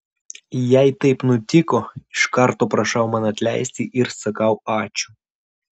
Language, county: Lithuanian, Vilnius